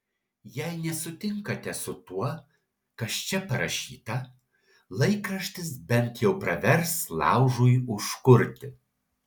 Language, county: Lithuanian, Alytus